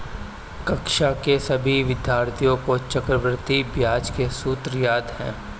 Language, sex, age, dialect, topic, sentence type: Hindi, male, 25-30, Awadhi Bundeli, banking, statement